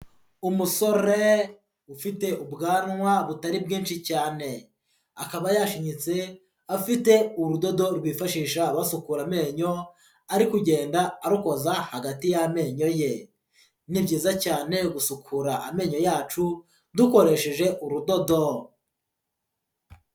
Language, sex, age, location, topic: Kinyarwanda, male, 25-35, Huye, health